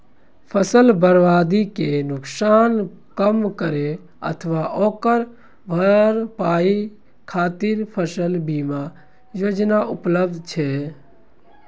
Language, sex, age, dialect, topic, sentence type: Maithili, male, 56-60, Eastern / Thethi, agriculture, statement